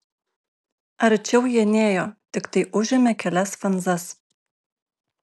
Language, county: Lithuanian, Alytus